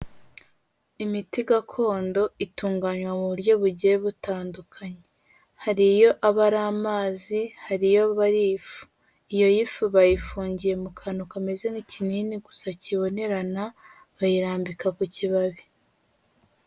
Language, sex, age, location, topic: Kinyarwanda, female, 18-24, Kigali, health